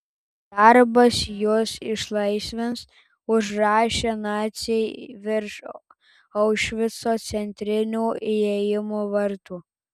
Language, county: Lithuanian, Telšiai